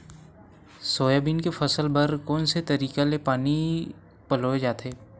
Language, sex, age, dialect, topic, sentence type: Chhattisgarhi, male, 18-24, Western/Budati/Khatahi, agriculture, question